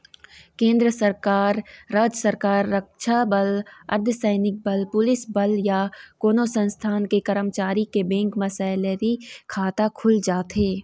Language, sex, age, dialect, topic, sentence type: Chhattisgarhi, female, 18-24, Eastern, banking, statement